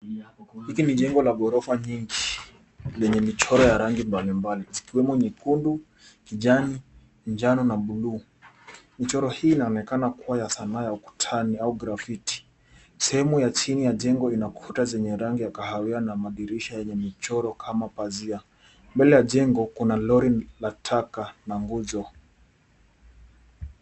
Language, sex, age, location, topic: Swahili, male, 18-24, Nairobi, finance